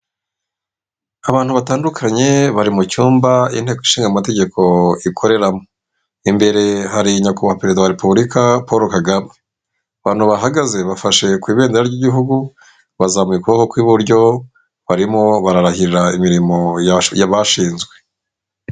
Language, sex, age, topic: Kinyarwanda, male, 25-35, government